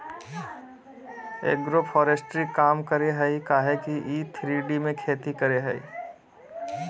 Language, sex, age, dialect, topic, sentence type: Magahi, male, 25-30, Southern, agriculture, statement